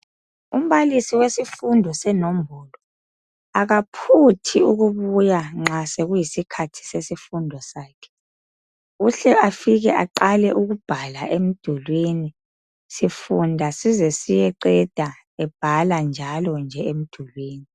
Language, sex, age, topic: North Ndebele, female, 25-35, education